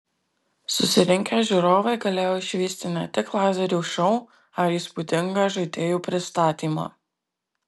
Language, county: Lithuanian, Marijampolė